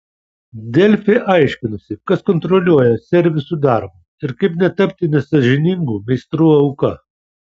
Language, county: Lithuanian, Kaunas